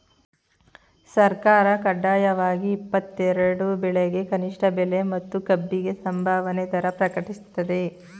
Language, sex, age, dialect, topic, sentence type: Kannada, female, 31-35, Mysore Kannada, agriculture, statement